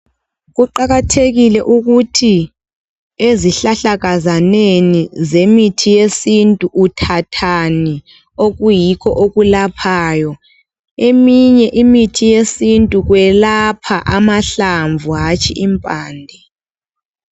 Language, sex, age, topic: North Ndebele, female, 25-35, health